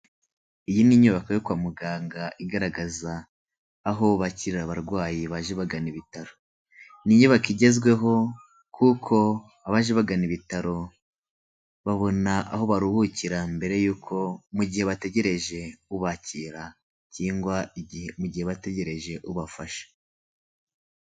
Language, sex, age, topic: Kinyarwanda, male, 18-24, health